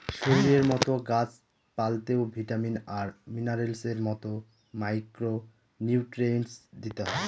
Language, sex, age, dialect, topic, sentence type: Bengali, male, 31-35, Northern/Varendri, agriculture, statement